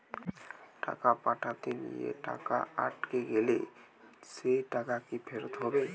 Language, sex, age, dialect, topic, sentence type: Bengali, male, 18-24, Western, banking, question